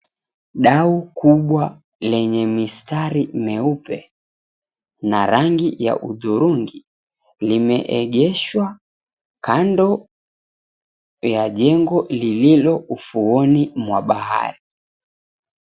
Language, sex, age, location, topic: Swahili, female, 18-24, Mombasa, government